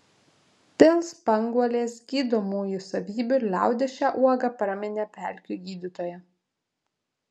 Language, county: Lithuanian, Vilnius